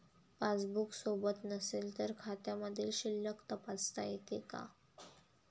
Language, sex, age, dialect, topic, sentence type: Marathi, female, 31-35, Standard Marathi, banking, question